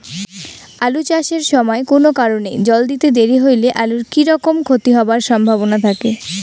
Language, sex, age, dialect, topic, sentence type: Bengali, female, 18-24, Rajbangshi, agriculture, question